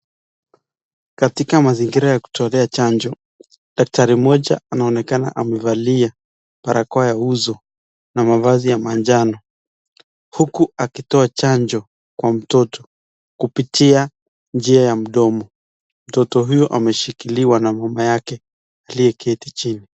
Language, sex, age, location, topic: Swahili, male, 25-35, Nakuru, health